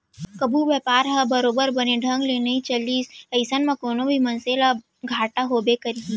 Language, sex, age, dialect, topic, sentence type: Chhattisgarhi, female, 18-24, Central, banking, statement